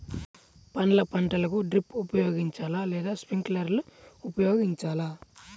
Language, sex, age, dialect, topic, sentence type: Telugu, male, 18-24, Central/Coastal, agriculture, question